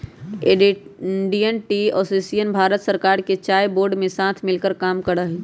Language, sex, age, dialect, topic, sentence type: Magahi, male, 31-35, Western, agriculture, statement